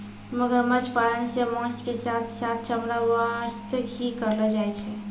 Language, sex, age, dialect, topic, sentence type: Maithili, female, 18-24, Angika, agriculture, statement